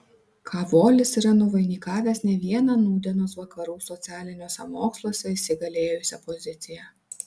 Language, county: Lithuanian, Vilnius